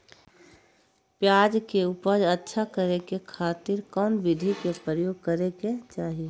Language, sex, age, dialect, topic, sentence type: Magahi, female, 51-55, Southern, agriculture, question